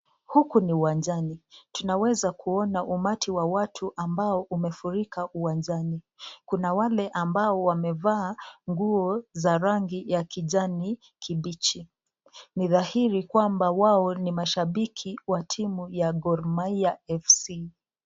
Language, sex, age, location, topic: Swahili, female, 25-35, Nakuru, government